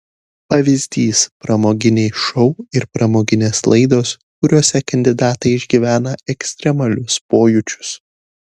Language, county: Lithuanian, Šiauliai